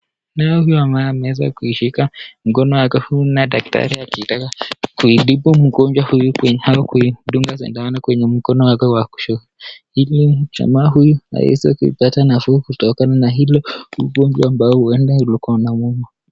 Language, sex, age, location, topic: Swahili, male, 25-35, Nakuru, health